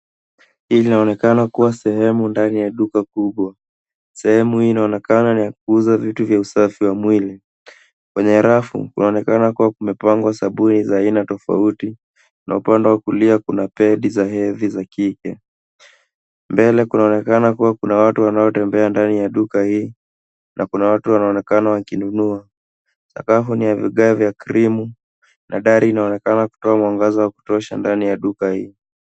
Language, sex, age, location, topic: Swahili, male, 18-24, Nairobi, finance